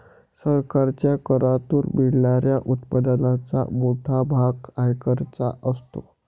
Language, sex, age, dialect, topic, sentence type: Marathi, male, 18-24, Varhadi, banking, statement